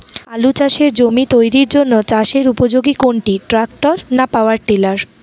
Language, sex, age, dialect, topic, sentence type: Bengali, female, 41-45, Rajbangshi, agriculture, question